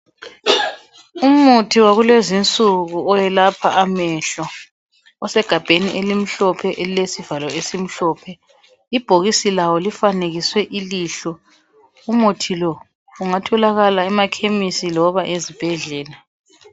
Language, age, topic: North Ndebele, 36-49, health